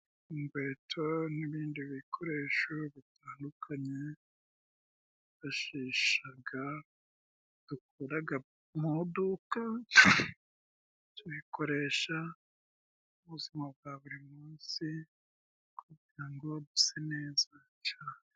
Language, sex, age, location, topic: Kinyarwanda, male, 36-49, Musanze, finance